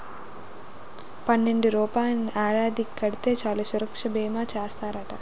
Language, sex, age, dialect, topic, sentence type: Telugu, female, 18-24, Utterandhra, banking, statement